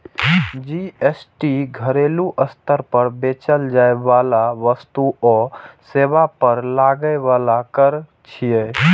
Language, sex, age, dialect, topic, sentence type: Maithili, male, 18-24, Eastern / Thethi, banking, statement